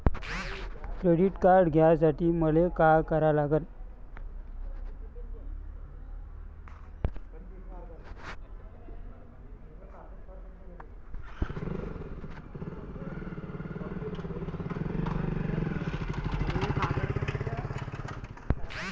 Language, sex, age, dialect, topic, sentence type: Marathi, male, 18-24, Varhadi, banking, question